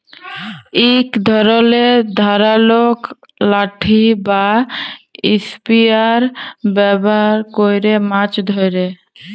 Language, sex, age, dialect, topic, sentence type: Bengali, female, 18-24, Jharkhandi, agriculture, statement